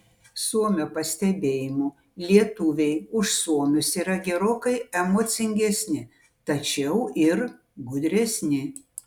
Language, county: Lithuanian, Utena